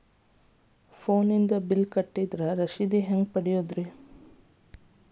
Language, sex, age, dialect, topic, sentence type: Kannada, female, 31-35, Dharwad Kannada, banking, question